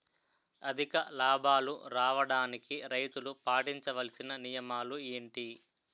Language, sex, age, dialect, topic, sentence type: Telugu, male, 18-24, Utterandhra, agriculture, question